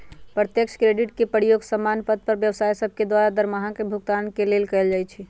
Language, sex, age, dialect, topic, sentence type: Magahi, female, 51-55, Western, banking, statement